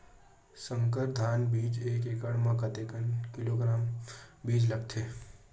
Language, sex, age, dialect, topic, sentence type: Chhattisgarhi, male, 18-24, Western/Budati/Khatahi, agriculture, question